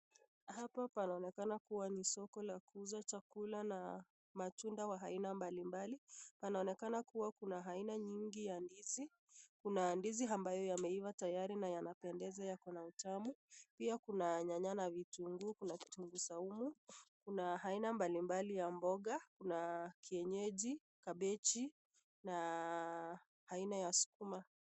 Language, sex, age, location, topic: Swahili, female, 25-35, Nakuru, agriculture